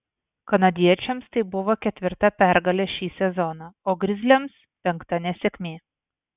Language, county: Lithuanian, Vilnius